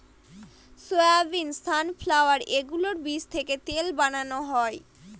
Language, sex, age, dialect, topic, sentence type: Bengali, female, 60-100, Northern/Varendri, agriculture, statement